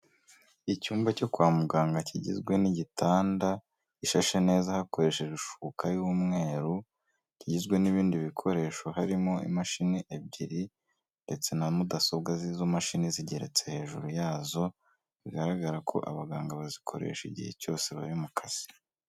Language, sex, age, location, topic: Kinyarwanda, male, 25-35, Kigali, health